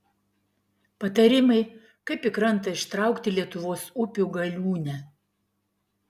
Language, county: Lithuanian, Klaipėda